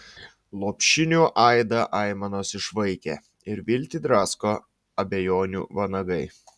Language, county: Lithuanian, Šiauliai